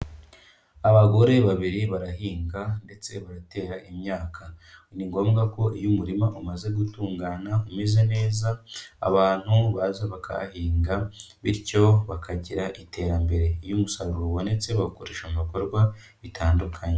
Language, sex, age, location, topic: Kinyarwanda, male, 25-35, Kigali, agriculture